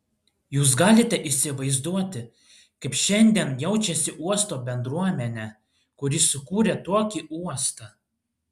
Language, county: Lithuanian, Klaipėda